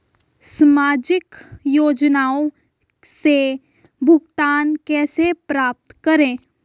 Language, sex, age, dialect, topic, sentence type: Hindi, female, 18-24, Hindustani Malvi Khadi Boli, banking, question